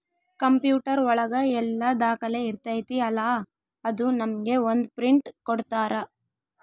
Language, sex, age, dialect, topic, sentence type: Kannada, female, 25-30, Central, banking, statement